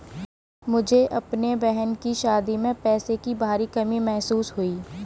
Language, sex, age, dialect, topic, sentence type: Hindi, female, 18-24, Kanauji Braj Bhasha, banking, statement